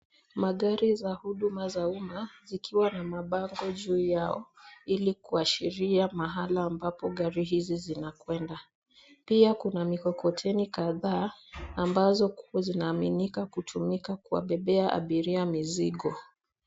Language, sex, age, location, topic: Swahili, female, 25-35, Nairobi, government